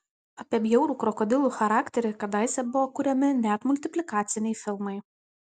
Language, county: Lithuanian, Kaunas